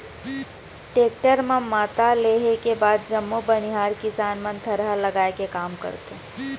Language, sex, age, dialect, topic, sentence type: Chhattisgarhi, female, 18-24, Central, agriculture, statement